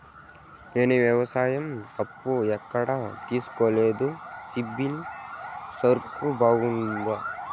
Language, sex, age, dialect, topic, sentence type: Telugu, male, 18-24, Southern, banking, question